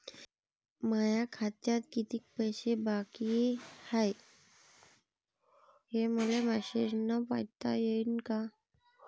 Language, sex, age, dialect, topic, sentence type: Marathi, female, 18-24, Varhadi, banking, question